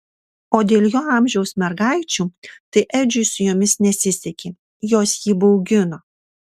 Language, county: Lithuanian, Marijampolė